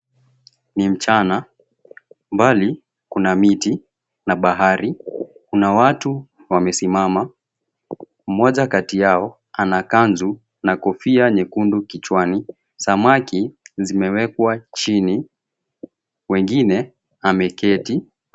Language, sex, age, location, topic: Swahili, male, 18-24, Mombasa, agriculture